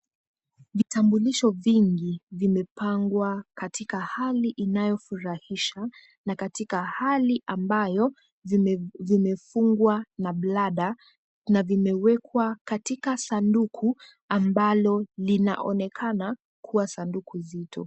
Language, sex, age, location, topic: Swahili, female, 18-24, Kisumu, government